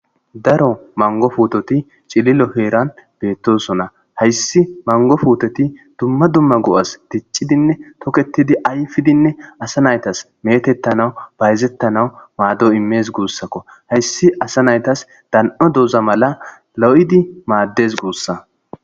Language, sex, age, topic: Gamo, male, 25-35, agriculture